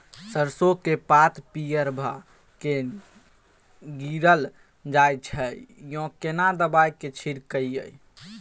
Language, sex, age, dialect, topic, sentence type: Maithili, male, 18-24, Bajjika, agriculture, question